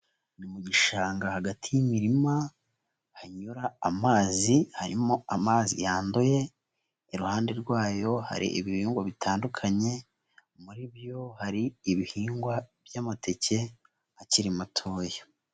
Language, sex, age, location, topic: Kinyarwanda, female, 25-35, Huye, agriculture